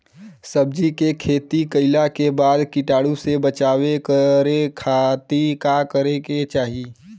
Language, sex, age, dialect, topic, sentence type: Bhojpuri, male, 18-24, Western, agriculture, question